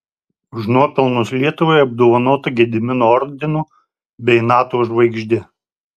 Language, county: Lithuanian, Tauragė